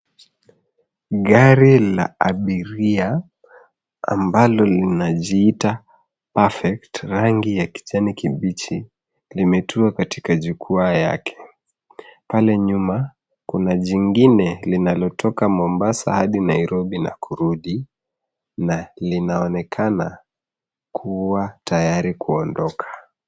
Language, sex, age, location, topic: Swahili, male, 36-49, Nairobi, government